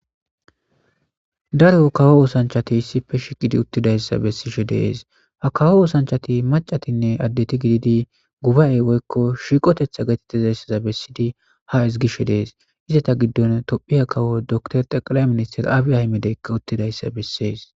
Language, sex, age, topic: Gamo, male, 18-24, government